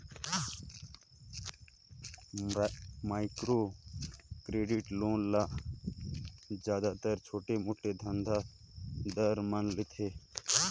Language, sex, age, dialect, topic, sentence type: Chhattisgarhi, male, 25-30, Northern/Bhandar, banking, statement